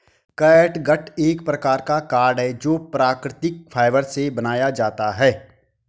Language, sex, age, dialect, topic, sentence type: Hindi, male, 25-30, Hindustani Malvi Khadi Boli, agriculture, statement